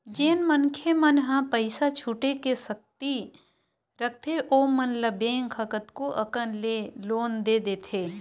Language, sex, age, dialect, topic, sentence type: Chhattisgarhi, female, 18-24, Western/Budati/Khatahi, banking, statement